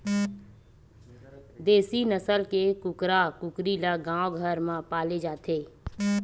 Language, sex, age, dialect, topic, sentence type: Chhattisgarhi, female, 25-30, Western/Budati/Khatahi, agriculture, statement